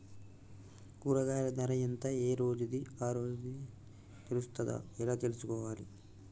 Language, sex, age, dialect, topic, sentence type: Telugu, male, 18-24, Telangana, agriculture, question